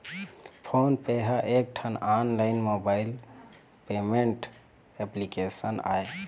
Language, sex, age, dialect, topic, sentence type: Chhattisgarhi, male, 25-30, Eastern, banking, statement